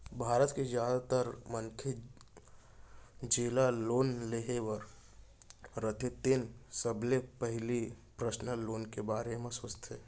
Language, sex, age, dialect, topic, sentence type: Chhattisgarhi, male, 60-100, Central, banking, statement